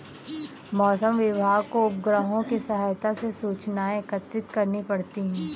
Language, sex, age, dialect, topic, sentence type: Hindi, female, 18-24, Awadhi Bundeli, agriculture, statement